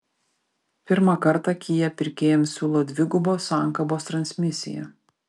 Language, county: Lithuanian, Vilnius